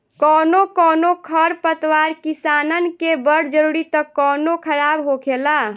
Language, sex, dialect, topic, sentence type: Bhojpuri, female, Southern / Standard, agriculture, statement